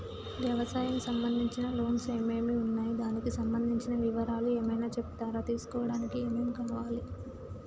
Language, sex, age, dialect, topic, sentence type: Telugu, female, 18-24, Telangana, banking, question